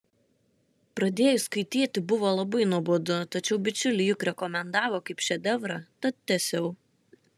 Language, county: Lithuanian, Šiauliai